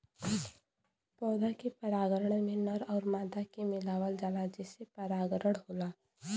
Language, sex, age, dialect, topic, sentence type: Bhojpuri, female, 18-24, Western, agriculture, statement